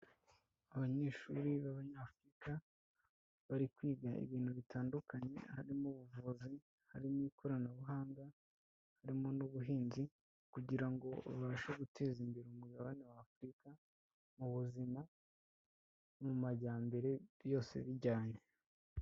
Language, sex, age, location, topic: Kinyarwanda, female, 25-35, Kigali, health